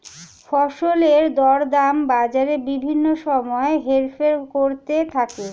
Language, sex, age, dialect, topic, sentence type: Bengali, female, <18, Standard Colloquial, agriculture, statement